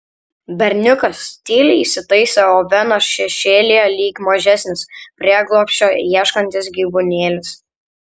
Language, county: Lithuanian, Kaunas